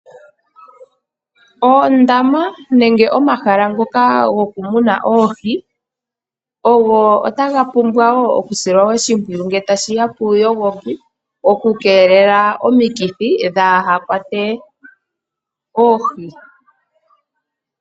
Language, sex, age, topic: Oshiwambo, female, 25-35, agriculture